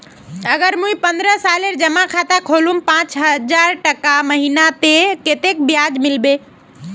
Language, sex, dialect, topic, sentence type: Magahi, female, Northeastern/Surjapuri, banking, question